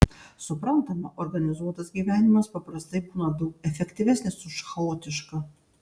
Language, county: Lithuanian, Panevėžys